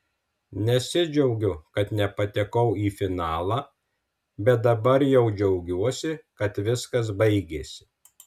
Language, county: Lithuanian, Alytus